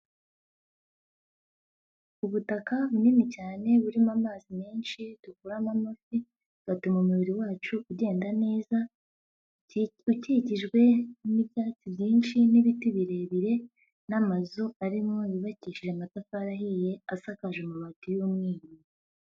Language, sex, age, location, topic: Kinyarwanda, female, 50+, Nyagatare, agriculture